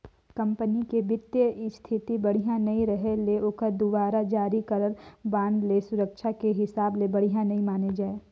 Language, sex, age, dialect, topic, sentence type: Chhattisgarhi, female, 18-24, Northern/Bhandar, banking, statement